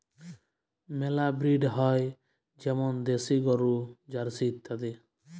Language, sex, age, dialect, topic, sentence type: Bengali, male, 31-35, Jharkhandi, agriculture, statement